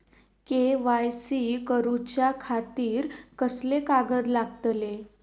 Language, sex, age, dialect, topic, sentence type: Marathi, female, 18-24, Southern Konkan, banking, question